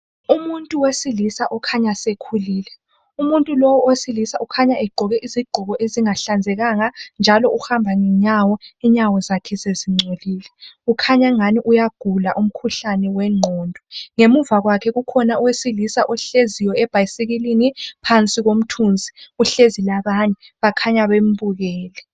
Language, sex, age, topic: North Ndebele, female, 18-24, health